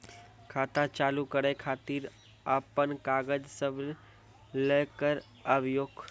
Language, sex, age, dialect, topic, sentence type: Maithili, male, 18-24, Angika, banking, question